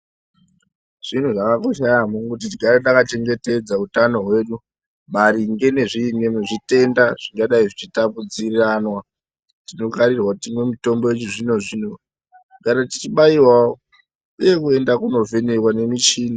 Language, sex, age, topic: Ndau, male, 18-24, health